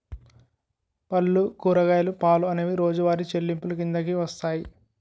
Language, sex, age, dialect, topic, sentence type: Telugu, male, 60-100, Utterandhra, banking, statement